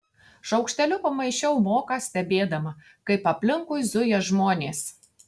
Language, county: Lithuanian, Tauragė